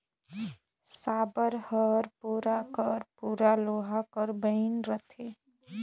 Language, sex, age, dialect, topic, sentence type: Chhattisgarhi, female, 25-30, Northern/Bhandar, agriculture, statement